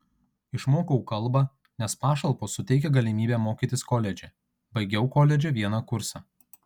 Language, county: Lithuanian, Kaunas